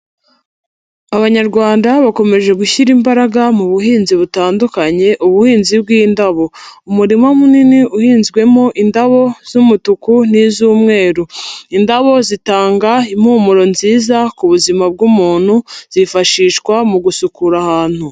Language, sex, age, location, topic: Kinyarwanda, female, 50+, Nyagatare, agriculture